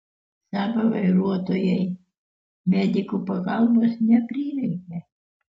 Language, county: Lithuanian, Utena